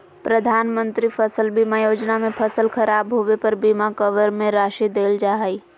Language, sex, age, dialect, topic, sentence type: Magahi, female, 18-24, Southern, agriculture, statement